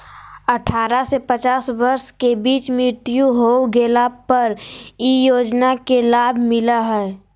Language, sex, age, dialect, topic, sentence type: Magahi, female, 18-24, Southern, banking, statement